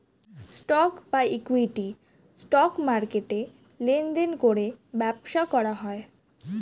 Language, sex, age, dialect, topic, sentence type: Bengali, female, 18-24, Standard Colloquial, banking, statement